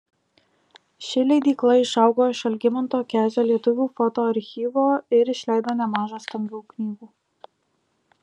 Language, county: Lithuanian, Alytus